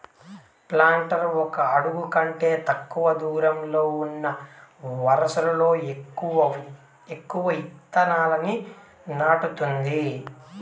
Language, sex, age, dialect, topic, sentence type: Telugu, male, 18-24, Southern, agriculture, statement